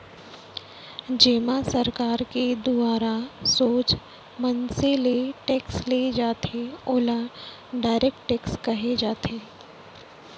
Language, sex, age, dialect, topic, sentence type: Chhattisgarhi, female, 36-40, Central, banking, statement